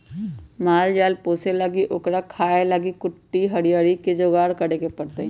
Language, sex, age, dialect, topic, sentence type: Magahi, female, 18-24, Western, agriculture, statement